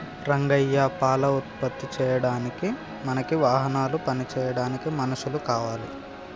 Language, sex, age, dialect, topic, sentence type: Telugu, male, 18-24, Telangana, agriculture, statement